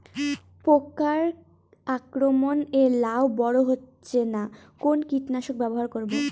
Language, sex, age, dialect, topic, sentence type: Bengali, female, 18-24, Rajbangshi, agriculture, question